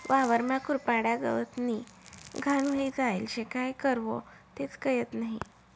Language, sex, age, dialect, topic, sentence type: Marathi, male, 18-24, Northern Konkan, agriculture, statement